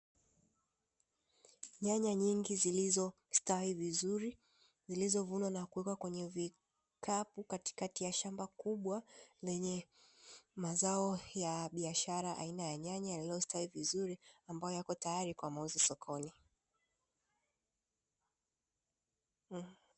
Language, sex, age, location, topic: Swahili, female, 18-24, Dar es Salaam, agriculture